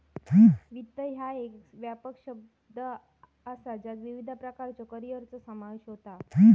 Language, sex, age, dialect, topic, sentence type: Marathi, female, 60-100, Southern Konkan, banking, statement